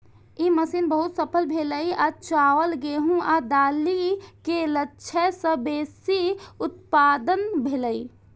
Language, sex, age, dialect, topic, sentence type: Maithili, female, 51-55, Eastern / Thethi, agriculture, statement